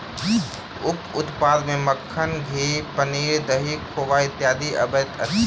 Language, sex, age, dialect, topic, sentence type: Maithili, male, 36-40, Southern/Standard, agriculture, statement